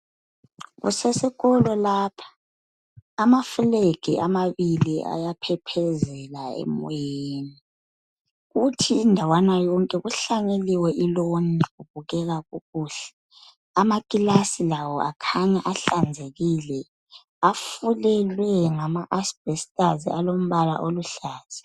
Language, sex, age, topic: North Ndebele, female, 25-35, education